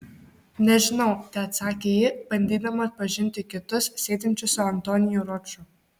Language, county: Lithuanian, Marijampolė